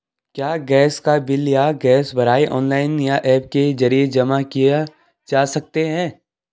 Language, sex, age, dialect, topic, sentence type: Hindi, male, 18-24, Garhwali, banking, question